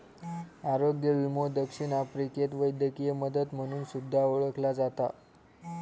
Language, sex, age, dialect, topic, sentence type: Marathi, male, 46-50, Southern Konkan, banking, statement